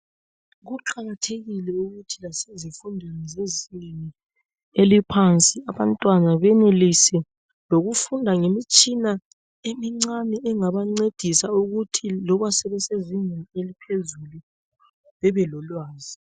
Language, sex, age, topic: North Ndebele, male, 36-49, education